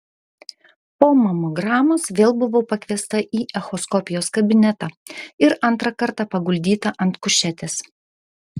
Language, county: Lithuanian, Vilnius